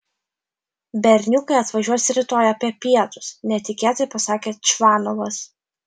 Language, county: Lithuanian, Vilnius